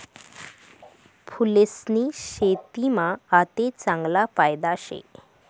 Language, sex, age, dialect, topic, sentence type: Marathi, female, 18-24, Northern Konkan, agriculture, statement